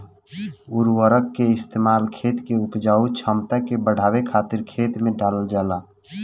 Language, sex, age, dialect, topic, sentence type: Bhojpuri, male, <18, Southern / Standard, agriculture, statement